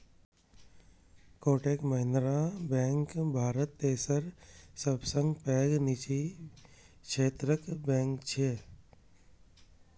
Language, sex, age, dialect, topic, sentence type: Maithili, male, 31-35, Eastern / Thethi, banking, statement